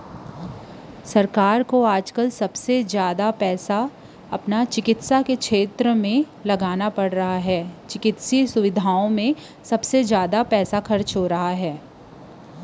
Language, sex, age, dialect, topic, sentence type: Chhattisgarhi, female, 25-30, Western/Budati/Khatahi, banking, statement